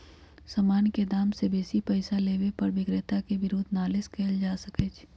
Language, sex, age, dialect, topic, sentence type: Magahi, female, 31-35, Western, banking, statement